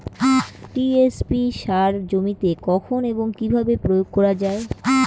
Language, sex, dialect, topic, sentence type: Bengali, female, Rajbangshi, agriculture, question